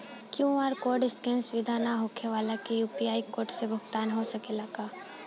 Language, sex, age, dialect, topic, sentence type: Bhojpuri, female, 18-24, Southern / Standard, banking, question